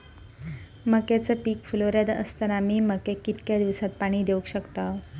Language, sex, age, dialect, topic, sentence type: Marathi, female, 31-35, Southern Konkan, agriculture, question